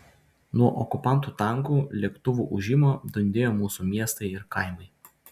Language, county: Lithuanian, Utena